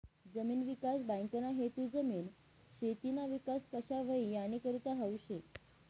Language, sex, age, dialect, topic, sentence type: Marathi, female, 18-24, Northern Konkan, banking, statement